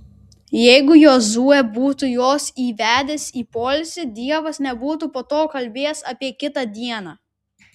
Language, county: Lithuanian, Vilnius